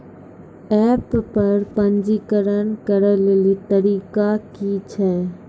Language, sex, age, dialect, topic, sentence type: Maithili, female, 18-24, Angika, banking, question